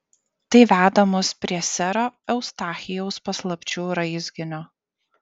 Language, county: Lithuanian, Šiauliai